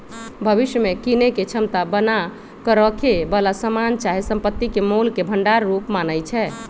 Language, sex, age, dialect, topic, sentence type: Magahi, male, 18-24, Western, banking, statement